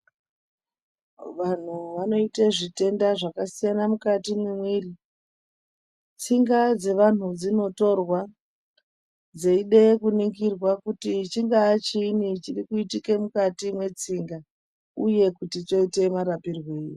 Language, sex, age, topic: Ndau, female, 36-49, health